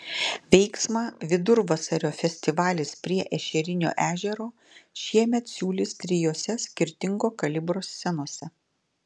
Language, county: Lithuanian, Klaipėda